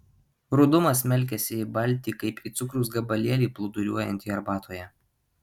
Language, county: Lithuanian, Alytus